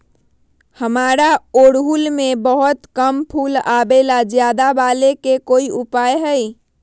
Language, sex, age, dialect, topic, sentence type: Magahi, female, 25-30, Western, agriculture, question